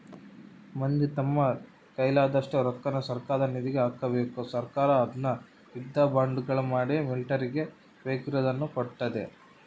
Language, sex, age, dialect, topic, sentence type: Kannada, male, 25-30, Central, banking, statement